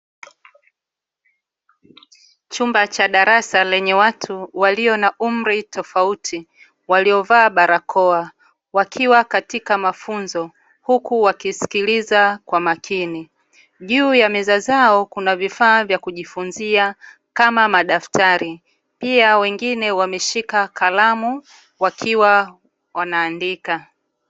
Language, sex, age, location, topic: Swahili, female, 36-49, Dar es Salaam, education